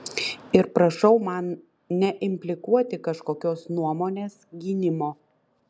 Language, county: Lithuanian, Panevėžys